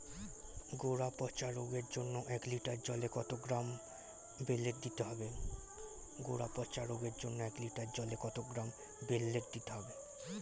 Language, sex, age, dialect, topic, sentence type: Bengali, male, 18-24, Standard Colloquial, agriculture, question